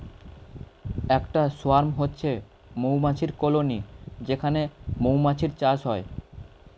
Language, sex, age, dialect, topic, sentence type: Bengali, male, 18-24, Standard Colloquial, agriculture, statement